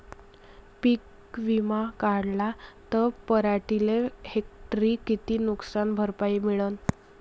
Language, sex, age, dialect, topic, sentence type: Marathi, female, 25-30, Varhadi, agriculture, question